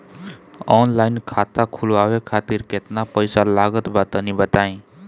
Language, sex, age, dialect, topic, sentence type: Bhojpuri, male, 25-30, Northern, banking, question